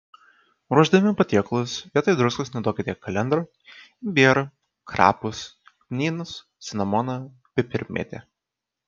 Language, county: Lithuanian, Kaunas